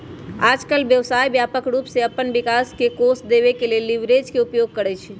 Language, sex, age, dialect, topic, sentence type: Magahi, female, 25-30, Western, banking, statement